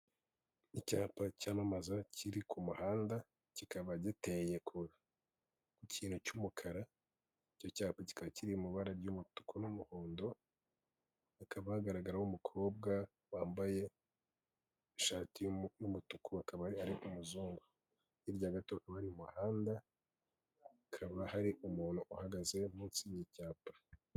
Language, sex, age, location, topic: Kinyarwanda, male, 25-35, Kigali, finance